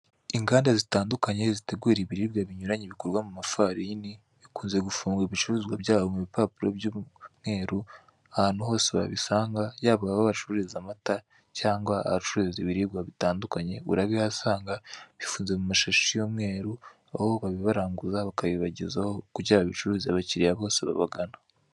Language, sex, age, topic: Kinyarwanda, male, 18-24, finance